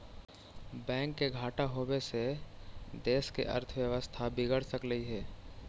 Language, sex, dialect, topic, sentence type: Magahi, male, Central/Standard, banking, statement